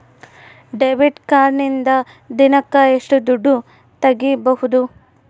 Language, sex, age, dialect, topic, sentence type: Kannada, female, 25-30, Central, banking, question